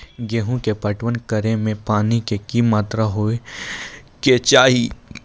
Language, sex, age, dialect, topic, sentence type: Maithili, male, 18-24, Angika, agriculture, question